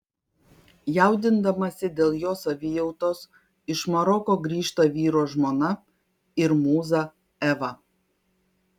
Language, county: Lithuanian, Kaunas